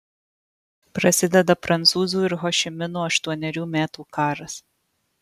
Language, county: Lithuanian, Marijampolė